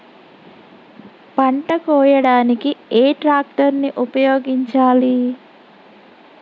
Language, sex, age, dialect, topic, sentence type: Telugu, female, 31-35, Telangana, agriculture, question